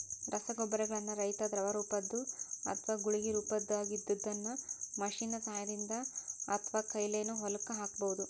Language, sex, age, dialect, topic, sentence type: Kannada, female, 25-30, Dharwad Kannada, agriculture, statement